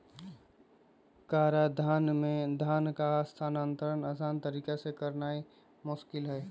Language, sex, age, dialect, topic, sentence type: Magahi, male, 25-30, Western, banking, statement